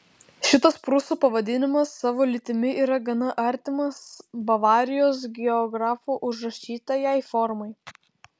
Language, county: Lithuanian, Vilnius